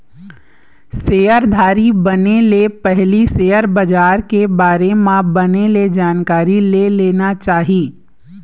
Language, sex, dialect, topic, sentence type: Chhattisgarhi, male, Eastern, banking, statement